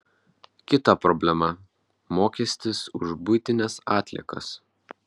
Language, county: Lithuanian, Vilnius